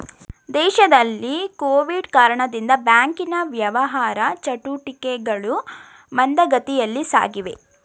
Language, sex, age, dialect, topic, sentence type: Kannada, female, 18-24, Mysore Kannada, banking, statement